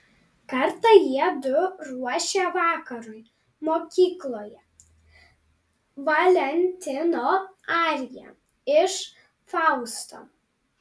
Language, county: Lithuanian, Panevėžys